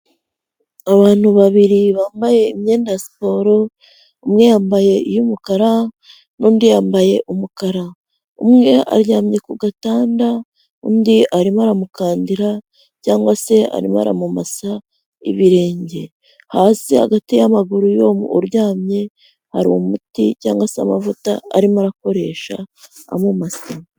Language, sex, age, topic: Kinyarwanda, female, 18-24, health